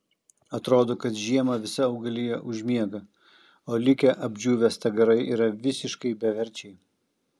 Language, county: Lithuanian, Kaunas